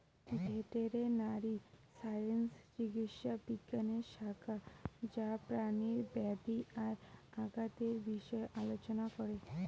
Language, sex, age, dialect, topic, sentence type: Bengali, female, 18-24, Rajbangshi, agriculture, statement